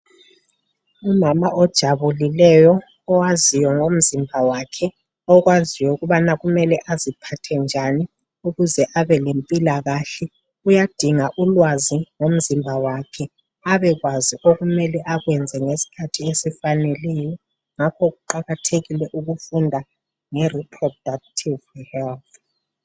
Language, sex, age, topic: North Ndebele, male, 50+, health